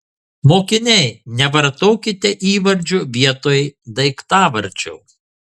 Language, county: Lithuanian, Marijampolė